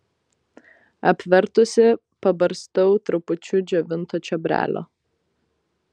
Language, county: Lithuanian, Vilnius